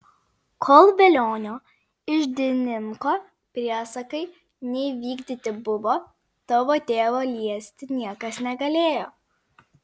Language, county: Lithuanian, Vilnius